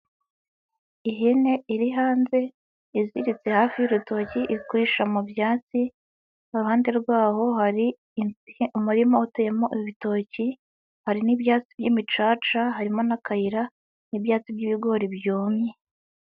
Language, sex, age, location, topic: Kinyarwanda, male, 18-24, Huye, agriculture